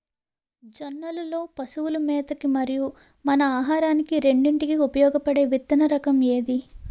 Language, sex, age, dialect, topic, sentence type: Telugu, female, 18-24, Utterandhra, agriculture, question